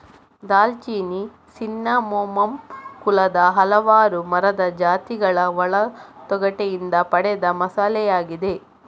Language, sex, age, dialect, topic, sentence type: Kannada, female, 25-30, Coastal/Dakshin, agriculture, statement